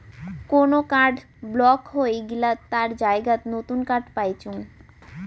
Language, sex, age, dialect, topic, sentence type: Bengali, female, 18-24, Rajbangshi, banking, statement